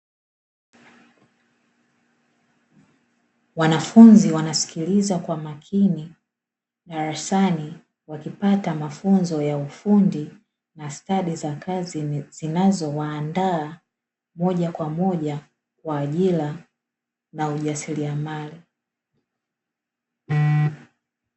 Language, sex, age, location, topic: Swahili, female, 18-24, Dar es Salaam, education